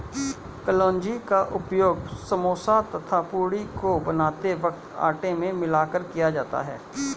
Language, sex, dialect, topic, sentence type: Hindi, male, Hindustani Malvi Khadi Boli, agriculture, statement